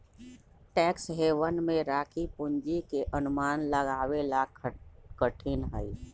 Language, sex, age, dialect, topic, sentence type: Magahi, male, 41-45, Western, banking, statement